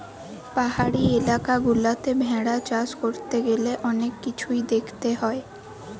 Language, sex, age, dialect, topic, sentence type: Bengali, female, 18-24, Western, agriculture, statement